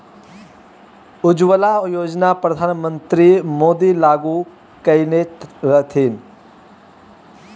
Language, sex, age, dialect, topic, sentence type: Maithili, male, 18-24, Bajjika, agriculture, statement